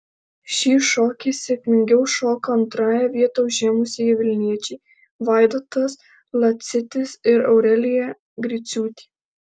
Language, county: Lithuanian, Alytus